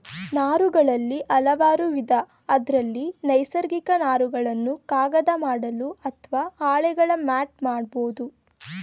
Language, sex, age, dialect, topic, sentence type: Kannada, female, 18-24, Mysore Kannada, agriculture, statement